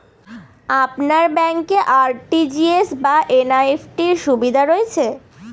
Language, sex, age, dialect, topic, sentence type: Bengali, female, 18-24, Northern/Varendri, banking, question